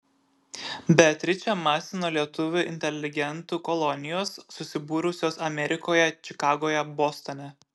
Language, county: Lithuanian, Šiauliai